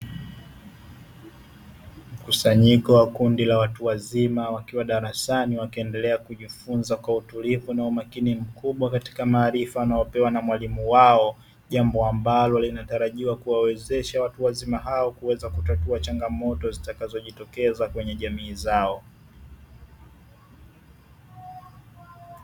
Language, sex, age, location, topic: Swahili, male, 18-24, Dar es Salaam, education